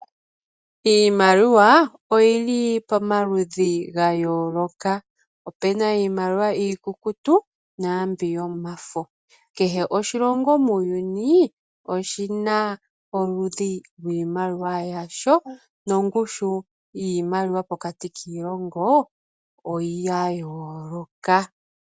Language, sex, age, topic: Oshiwambo, female, 25-35, finance